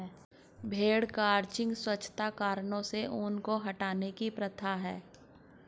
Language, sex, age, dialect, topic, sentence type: Hindi, female, 18-24, Hindustani Malvi Khadi Boli, agriculture, statement